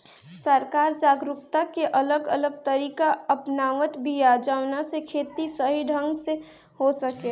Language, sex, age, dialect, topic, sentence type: Bhojpuri, female, 41-45, Northern, agriculture, statement